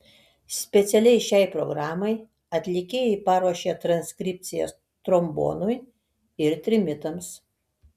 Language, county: Lithuanian, Kaunas